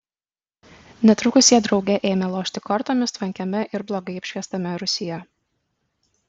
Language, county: Lithuanian, Kaunas